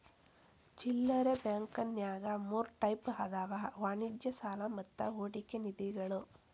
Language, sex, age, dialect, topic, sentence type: Kannada, female, 41-45, Dharwad Kannada, banking, statement